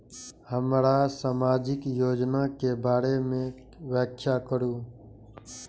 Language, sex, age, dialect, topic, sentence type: Maithili, male, 18-24, Eastern / Thethi, banking, question